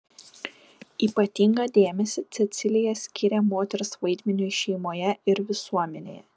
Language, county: Lithuanian, Panevėžys